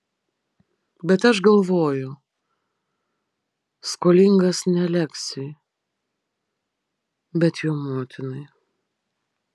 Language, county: Lithuanian, Vilnius